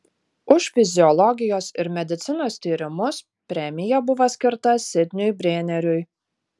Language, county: Lithuanian, Utena